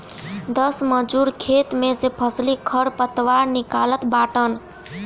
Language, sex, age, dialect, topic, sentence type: Bhojpuri, female, 18-24, Northern, agriculture, statement